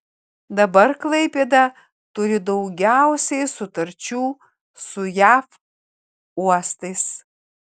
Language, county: Lithuanian, Kaunas